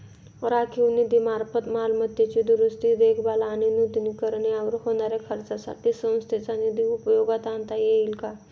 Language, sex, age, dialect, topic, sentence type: Marathi, male, 51-55, Standard Marathi, banking, question